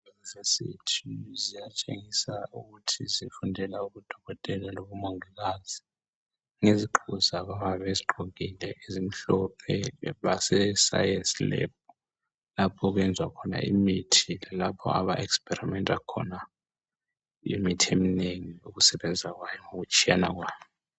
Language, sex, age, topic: North Ndebele, male, 36-49, education